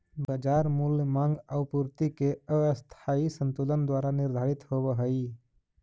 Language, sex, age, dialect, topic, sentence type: Magahi, male, 25-30, Central/Standard, agriculture, statement